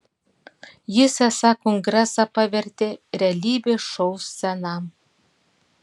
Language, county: Lithuanian, Klaipėda